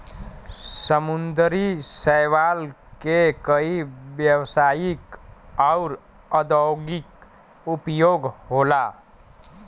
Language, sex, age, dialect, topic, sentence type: Bhojpuri, male, 31-35, Western, agriculture, statement